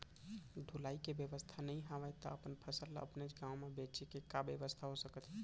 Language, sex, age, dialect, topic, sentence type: Chhattisgarhi, male, 25-30, Central, agriculture, question